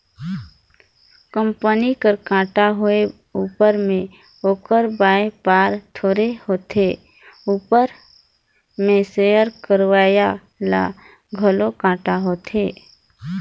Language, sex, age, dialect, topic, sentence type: Chhattisgarhi, female, 25-30, Northern/Bhandar, banking, statement